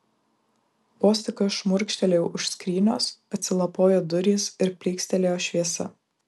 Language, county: Lithuanian, Vilnius